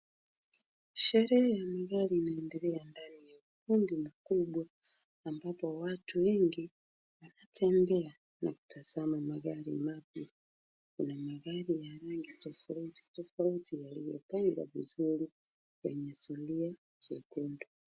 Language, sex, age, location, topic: Swahili, female, 36-49, Kisumu, finance